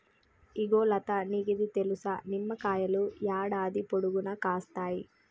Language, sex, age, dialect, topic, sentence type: Telugu, female, 25-30, Telangana, agriculture, statement